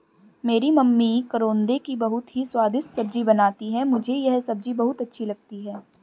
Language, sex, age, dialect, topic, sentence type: Hindi, female, 25-30, Hindustani Malvi Khadi Boli, agriculture, statement